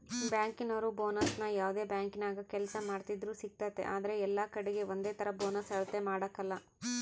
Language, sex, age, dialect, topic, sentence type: Kannada, female, 31-35, Central, banking, statement